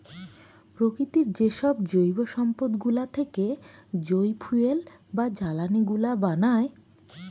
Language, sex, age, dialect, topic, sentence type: Bengali, female, 25-30, Western, agriculture, statement